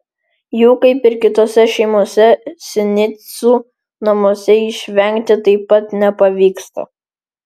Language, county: Lithuanian, Vilnius